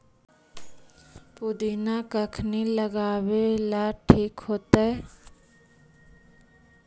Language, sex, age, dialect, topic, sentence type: Magahi, male, 25-30, Central/Standard, agriculture, question